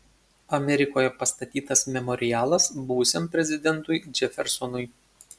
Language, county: Lithuanian, Šiauliai